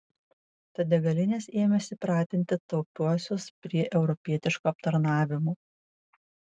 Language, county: Lithuanian, Vilnius